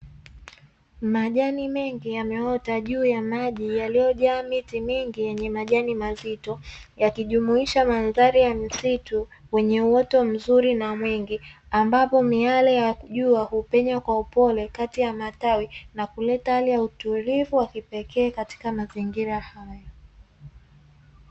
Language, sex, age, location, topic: Swahili, female, 18-24, Dar es Salaam, agriculture